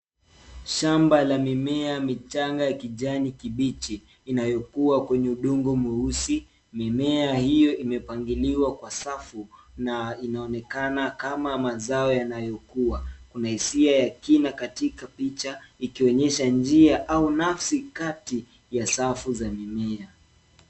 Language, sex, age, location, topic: Swahili, male, 18-24, Nairobi, health